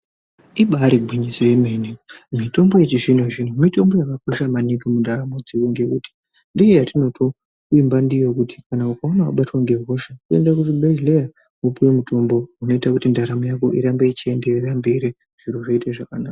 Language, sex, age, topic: Ndau, male, 25-35, health